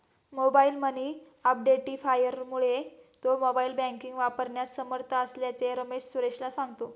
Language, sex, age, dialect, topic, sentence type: Marathi, female, 18-24, Standard Marathi, banking, statement